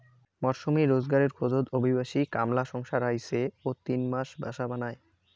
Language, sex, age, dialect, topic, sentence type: Bengali, male, 18-24, Rajbangshi, agriculture, statement